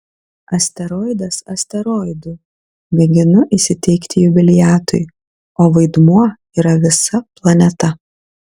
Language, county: Lithuanian, Kaunas